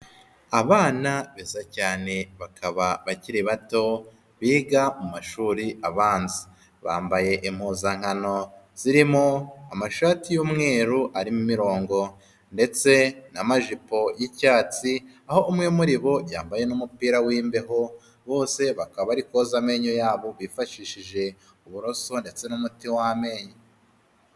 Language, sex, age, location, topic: Kinyarwanda, male, 18-24, Huye, health